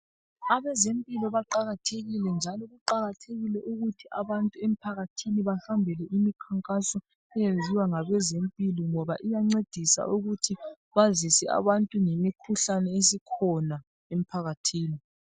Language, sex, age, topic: North Ndebele, male, 36-49, health